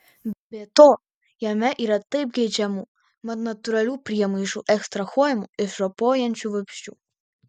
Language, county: Lithuanian, Vilnius